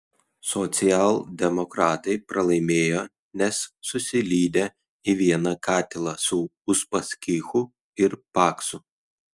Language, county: Lithuanian, Kaunas